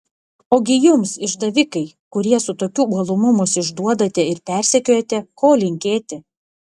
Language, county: Lithuanian, Vilnius